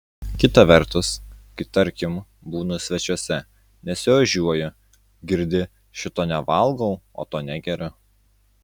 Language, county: Lithuanian, Utena